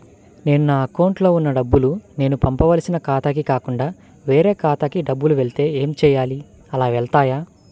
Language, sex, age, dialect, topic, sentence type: Telugu, male, 25-30, Central/Coastal, banking, question